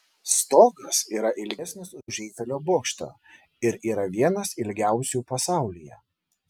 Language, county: Lithuanian, Šiauliai